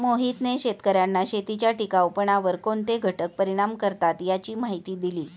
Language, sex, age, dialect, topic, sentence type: Marathi, female, 41-45, Standard Marathi, agriculture, statement